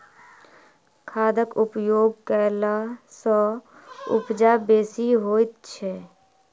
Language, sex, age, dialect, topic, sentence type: Maithili, male, 36-40, Southern/Standard, agriculture, statement